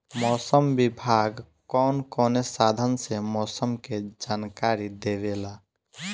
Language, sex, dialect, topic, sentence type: Bhojpuri, male, Northern, agriculture, question